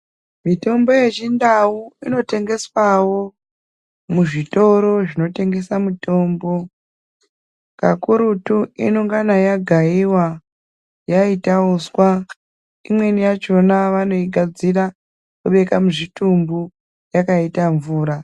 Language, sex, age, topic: Ndau, female, 36-49, health